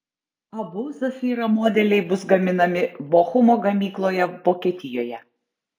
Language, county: Lithuanian, Tauragė